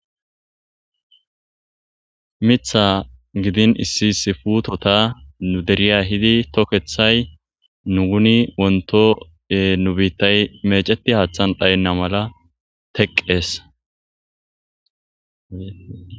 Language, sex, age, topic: Gamo, male, 25-35, agriculture